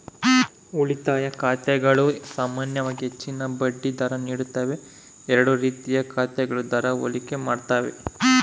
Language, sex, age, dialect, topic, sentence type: Kannada, male, 25-30, Central, banking, statement